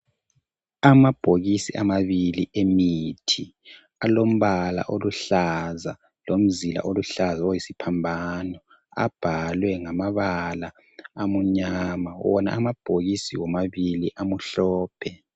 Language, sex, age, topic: North Ndebele, male, 50+, health